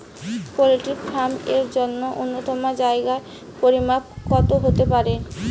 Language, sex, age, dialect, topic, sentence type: Bengali, female, 18-24, Rajbangshi, agriculture, question